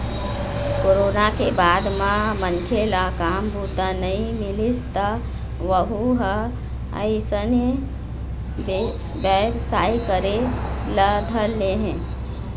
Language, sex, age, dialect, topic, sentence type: Chhattisgarhi, female, 41-45, Eastern, agriculture, statement